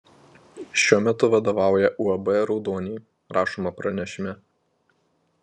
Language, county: Lithuanian, Panevėžys